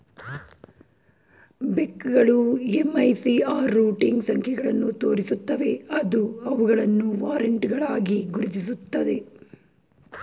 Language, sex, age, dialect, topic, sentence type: Kannada, female, 36-40, Mysore Kannada, banking, statement